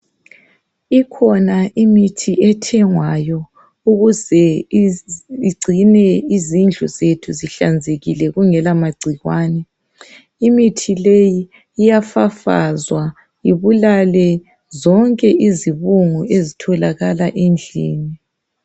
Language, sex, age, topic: North Ndebele, male, 36-49, health